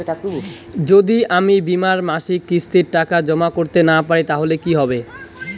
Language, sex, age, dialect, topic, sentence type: Bengali, male, 18-24, Rajbangshi, banking, question